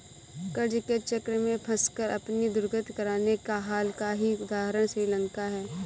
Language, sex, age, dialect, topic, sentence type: Hindi, female, 18-24, Awadhi Bundeli, banking, statement